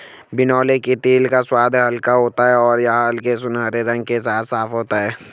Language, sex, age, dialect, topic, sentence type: Hindi, male, 25-30, Garhwali, agriculture, statement